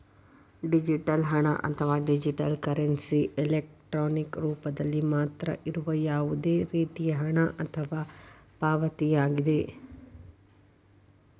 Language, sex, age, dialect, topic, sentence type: Kannada, female, 25-30, Dharwad Kannada, banking, statement